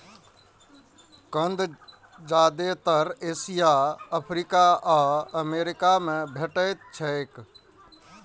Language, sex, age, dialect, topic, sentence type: Maithili, male, 25-30, Eastern / Thethi, agriculture, statement